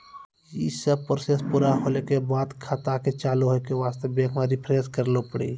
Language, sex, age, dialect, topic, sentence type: Maithili, male, 18-24, Angika, banking, question